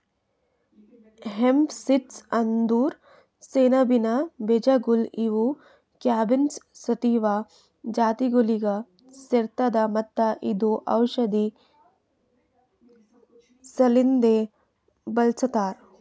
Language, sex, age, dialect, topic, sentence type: Kannada, female, 18-24, Northeastern, agriculture, statement